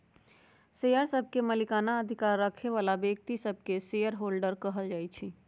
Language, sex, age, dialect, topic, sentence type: Magahi, female, 60-100, Western, banking, statement